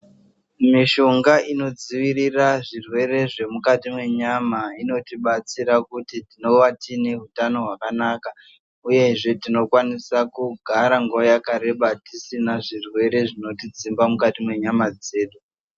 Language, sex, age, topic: Ndau, male, 18-24, health